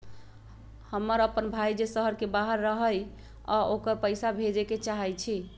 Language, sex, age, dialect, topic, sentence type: Magahi, female, 25-30, Western, banking, statement